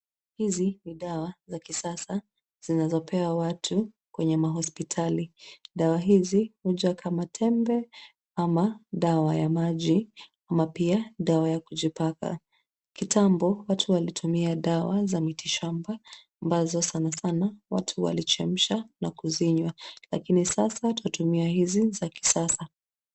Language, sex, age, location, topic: Swahili, female, 25-35, Nairobi, health